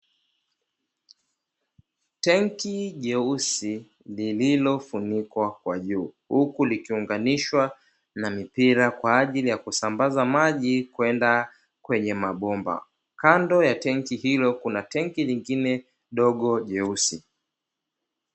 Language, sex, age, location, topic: Swahili, male, 25-35, Dar es Salaam, government